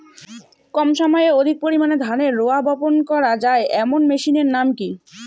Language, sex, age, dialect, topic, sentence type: Bengali, female, 18-24, Rajbangshi, agriculture, question